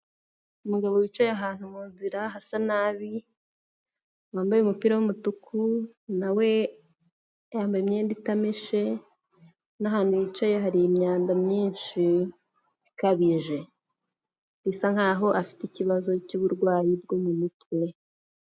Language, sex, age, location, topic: Kinyarwanda, female, 18-24, Kigali, health